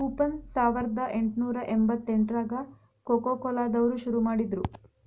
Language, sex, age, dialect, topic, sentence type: Kannada, female, 25-30, Dharwad Kannada, banking, statement